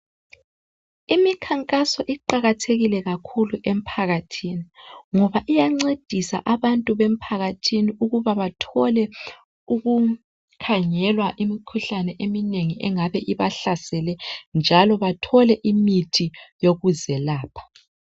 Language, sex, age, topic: North Ndebele, male, 25-35, health